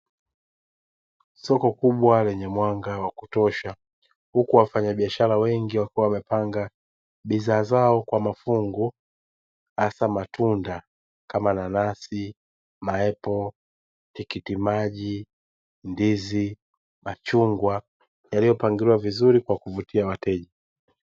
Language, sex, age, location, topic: Swahili, male, 18-24, Dar es Salaam, finance